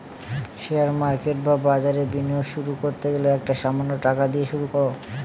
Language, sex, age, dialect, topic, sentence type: Bengali, male, 18-24, Northern/Varendri, banking, statement